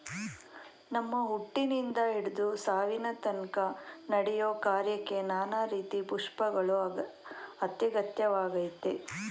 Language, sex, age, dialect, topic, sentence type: Kannada, female, 51-55, Mysore Kannada, agriculture, statement